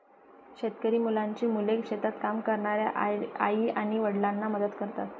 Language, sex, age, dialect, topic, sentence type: Marathi, female, 31-35, Varhadi, agriculture, statement